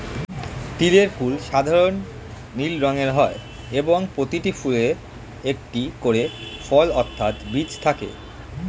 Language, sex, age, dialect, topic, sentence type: Bengali, male, <18, Standard Colloquial, agriculture, statement